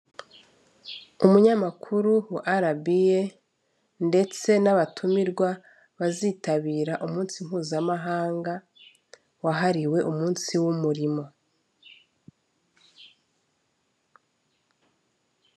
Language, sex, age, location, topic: Kinyarwanda, female, 25-35, Kigali, government